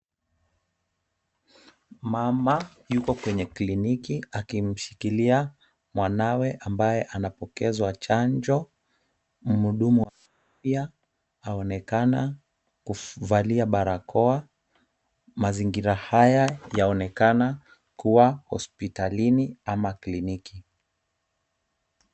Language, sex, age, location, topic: Swahili, male, 25-35, Kisumu, health